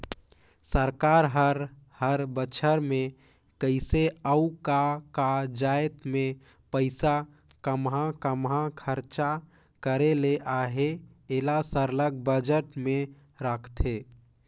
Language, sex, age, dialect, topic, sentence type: Chhattisgarhi, male, 18-24, Northern/Bhandar, banking, statement